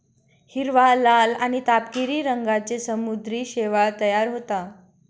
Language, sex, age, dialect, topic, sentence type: Marathi, female, 18-24, Standard Marathi, agriculture, statement